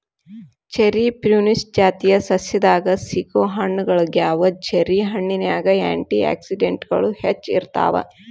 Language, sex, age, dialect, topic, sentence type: Kannada, female, 25-30, Dharwad Kannada, agriculture, statement